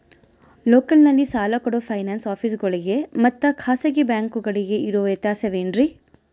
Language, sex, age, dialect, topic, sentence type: Kannada, female, 25-30, Central, banking, question